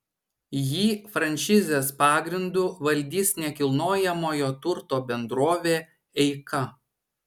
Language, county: Lithuanian, Šiauliai